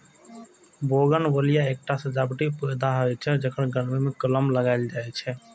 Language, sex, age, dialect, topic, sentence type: Maithili, male, 18-24, Eastern / Thethi, agriculture, statement